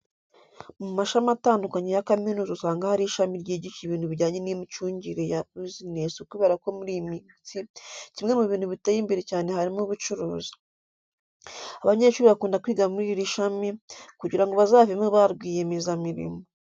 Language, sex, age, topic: Kinyarwanda, female, 25-35, education